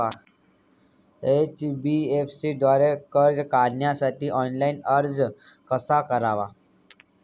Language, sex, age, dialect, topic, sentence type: Marathi, male, 18-24, Standard Marathi, banking, question